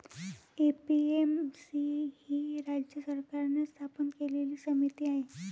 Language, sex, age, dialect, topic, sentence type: Marathi, female, 18-24, Varhadi, agriculture, statement